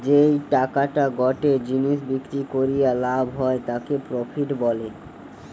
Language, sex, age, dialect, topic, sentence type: Bengali, male, <18, Western, banking, statement